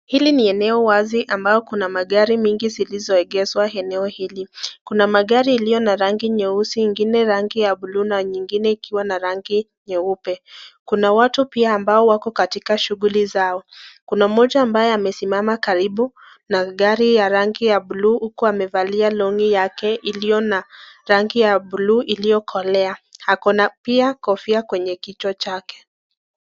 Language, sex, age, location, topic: Swahili, female, 25-35, Nakuru, finance